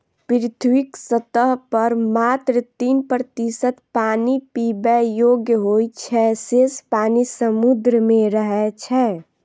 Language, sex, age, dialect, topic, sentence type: Maithili, female, 25-30, Eastern / Thethi, agriculture, statement